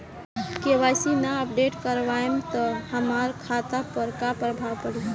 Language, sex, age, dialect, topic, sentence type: Bhojpuri, female, 18-24, Southern / Standard, banking, question